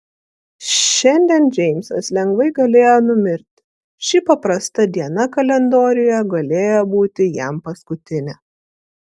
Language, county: Lithuanian, Vilnius